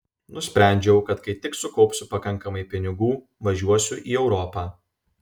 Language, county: Lithuanian, Vilnius